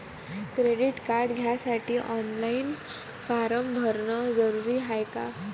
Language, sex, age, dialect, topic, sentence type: Marathi, female, 18-24, Varhadi, banking, question